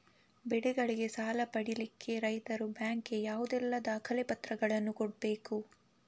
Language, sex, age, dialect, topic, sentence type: Kannada, female, 18-24, Coastal/Dakshin, agriculture, question